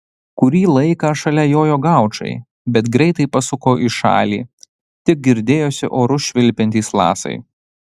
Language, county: Lithuanian, Panevėžys